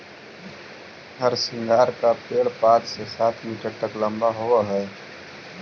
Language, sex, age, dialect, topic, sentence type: Magahi, male, 18-24, Central/Standard, agriculture, statement